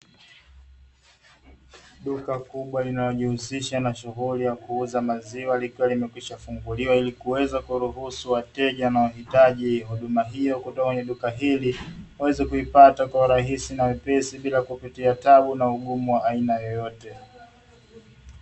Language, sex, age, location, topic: Swahili, male, 25-35, Dar es Salaam, finance